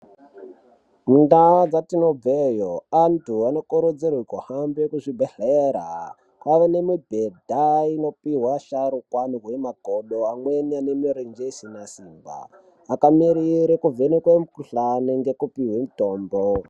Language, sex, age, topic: Ndau, male, 36-49, health